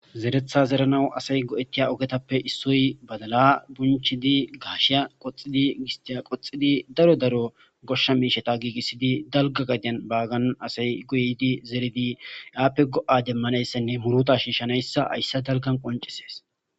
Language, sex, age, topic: Gamo, male, 18-24, agriculture